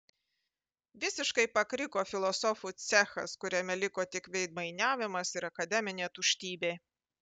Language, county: Lithuanian, Panevėžys